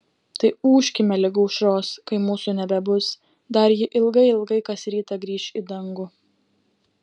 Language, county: Lithuanian, Klaipėda